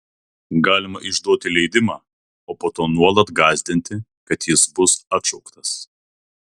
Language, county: Lithuanian, Vilnius